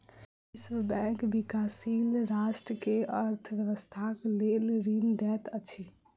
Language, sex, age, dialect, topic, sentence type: Maithili, female, 18-24, Southern/Standard, banking, statement